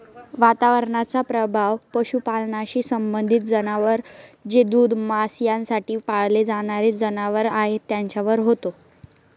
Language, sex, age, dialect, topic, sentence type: Marathi, female, 18-24, Northern Konkan, agriculture, statement